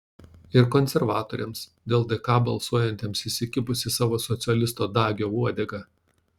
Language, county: Lithuanian, Panevėžys